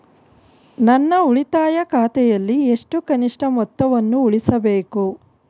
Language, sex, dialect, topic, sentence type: Kannada, female, Mysore Kannada, banking, question